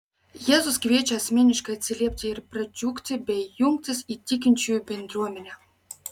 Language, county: Lithuanian, Marijampolė